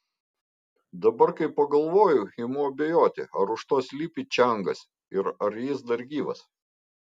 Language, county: Lithuanian, Vilnius